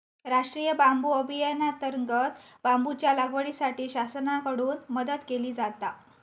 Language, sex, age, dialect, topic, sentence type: Marathi, female, 18-24, Southern Konkan, agriculture, statement